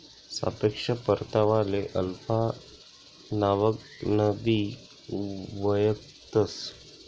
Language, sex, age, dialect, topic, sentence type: Marathi, male, 18-24, Northern Konkan, banking, statement